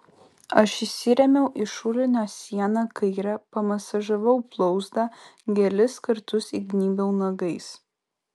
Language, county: Lithuanian, Vilnius